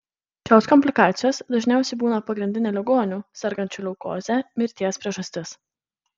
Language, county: Lithuanian, Kaunas